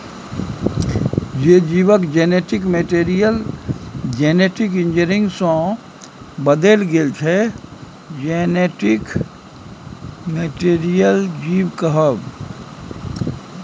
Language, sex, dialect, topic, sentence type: Maithili, male, Bajjika, agriculture, statement